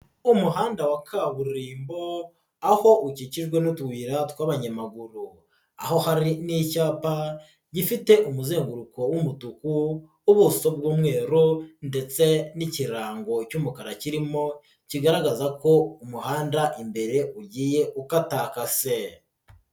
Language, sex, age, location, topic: Kinyarwanda, male, 50+, Nyagatare, government